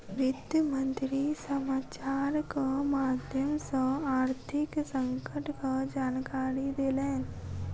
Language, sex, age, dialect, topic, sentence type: Maithili, female, 36-40, Southern/Standard, banking, statement